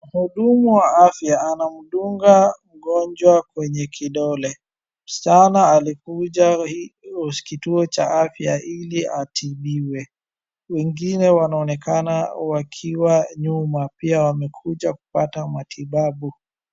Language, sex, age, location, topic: Swahili, male, 18-24, Wajir, health